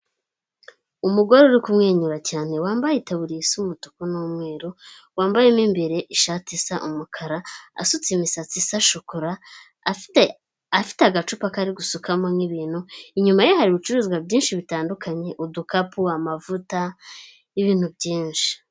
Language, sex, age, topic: Kinyarwanda, female, 18-24, finance